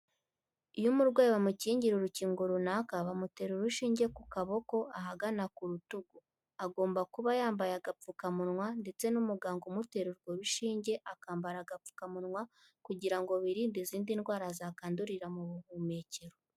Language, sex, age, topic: Kinyarwanda, female, 18-24, health